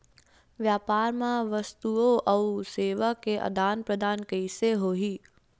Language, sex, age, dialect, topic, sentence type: Chhattisgarhi, female, 18-24, Western/Budati/Khatahi, agriculture, question